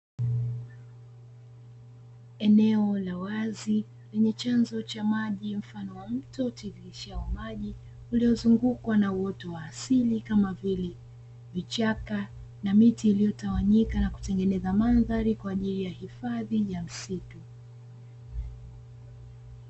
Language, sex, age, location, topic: Swahili, female, 25-35, Dar es Salaam, agriculture